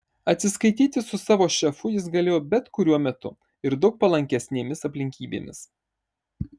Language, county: Lithuanian, Marijampolė